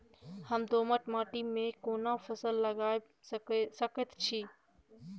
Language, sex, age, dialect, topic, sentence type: Maithili, male, 41-45, Bajjika, agriculture, question